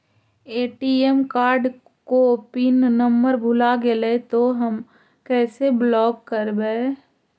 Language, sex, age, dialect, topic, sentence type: Magahi, female, 51-55, Central/Standard, banking, question